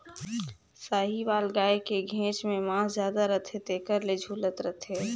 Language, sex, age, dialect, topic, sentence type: Chhattisgarhi, female, 18-24, Northern/Bhandar, agriculture, statement